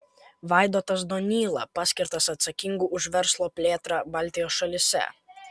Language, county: Lithuanian, Kaunas